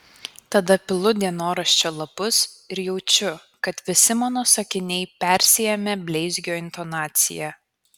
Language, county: Lithuanian, Kaunas